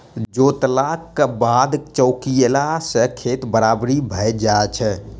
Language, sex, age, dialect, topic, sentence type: Maithili, male, 60-100, Southern/Standard, agriculture, statement